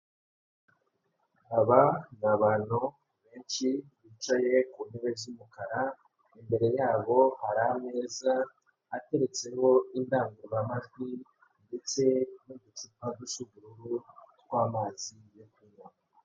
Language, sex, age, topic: Kinyarwanda, male, 18-24, government